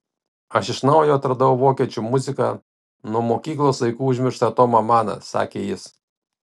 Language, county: Lithuanian, Kaunas